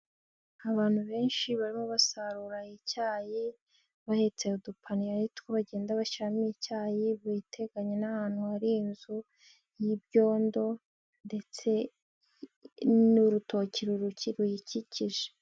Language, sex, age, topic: Kinyarwanda, female, 18-24, agriculture